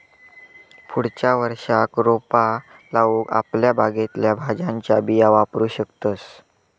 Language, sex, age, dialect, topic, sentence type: Marathi, male, 25-30, Southern Konkan, agriculture, statement